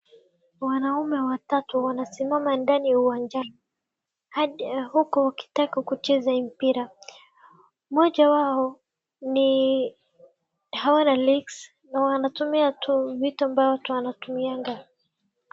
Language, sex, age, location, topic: Swahili, female, 36-49, Wajir, education